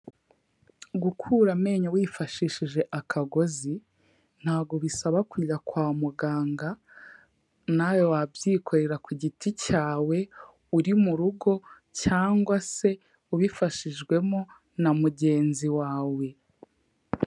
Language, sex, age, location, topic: Kinyarwanda, female, 18-24, Kigali, health